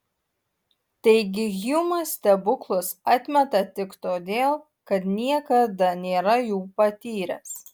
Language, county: Lithuanian, Utena